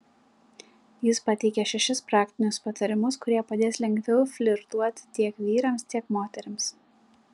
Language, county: Lithuanian, Klaipėda